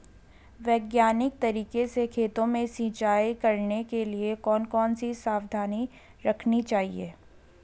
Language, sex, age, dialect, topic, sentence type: Hindi, female, 18-24, Garhwali, agriculture, question